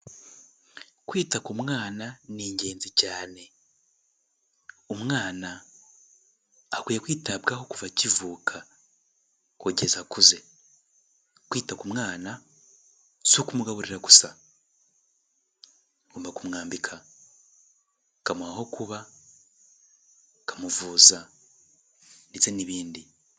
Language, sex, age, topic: Kinyarwanda, male, 18-24, health